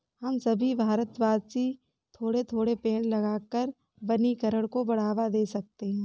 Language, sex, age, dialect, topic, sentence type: Hindi, female, 18-24, Awadhi Bundeli, agriculture, statement